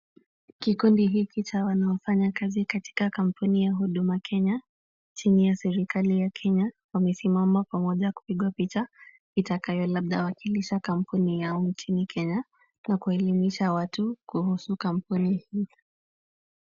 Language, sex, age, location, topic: Swahili, female, 18-24, Kisumu, government